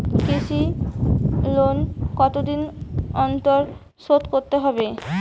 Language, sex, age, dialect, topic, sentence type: Bengali, female, 18-24, Western, banking, question